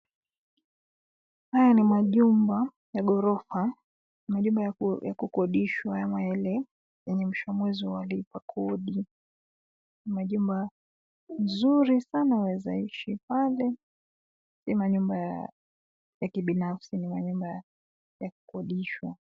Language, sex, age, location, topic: Swahili, female, 25-35, Nairobi, finance